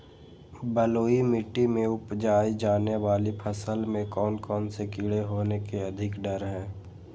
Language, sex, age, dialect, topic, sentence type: Magahi, male, 18-24, Western, agriculture, question